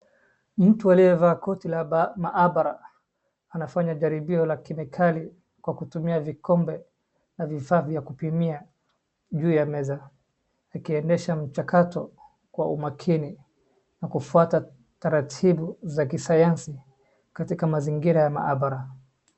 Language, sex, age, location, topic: Swahili, male, 25-35, Wajir, agriculture